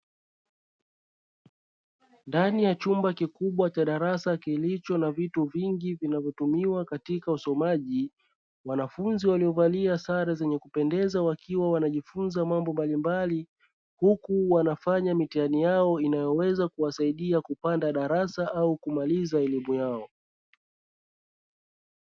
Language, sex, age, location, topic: Swahili, male, 36-49, Dar es Salaam, education